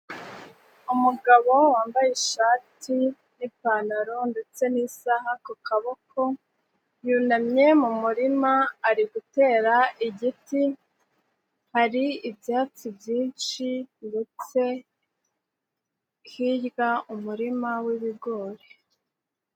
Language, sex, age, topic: Kinyarwanda, female, 18-24, agriculture